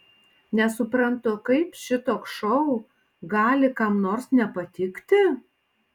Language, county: Lithuanian, Panevėžys